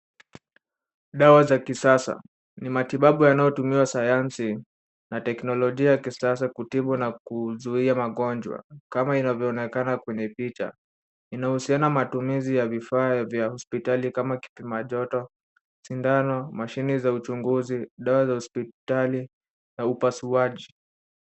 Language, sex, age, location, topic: Swahili, male, 18-24, Nairobi, health